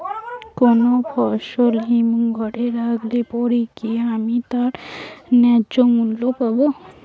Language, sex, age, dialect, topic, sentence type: Bengali, female, 18-24, Rajbangshi, agriculture, question